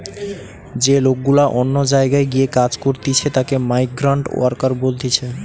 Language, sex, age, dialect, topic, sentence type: Bengali, male, 18-24, Western, agriculture, statement